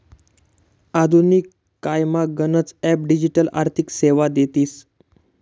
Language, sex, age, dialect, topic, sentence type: Marathi, male, 18-24, Northern Konkan, banking, statement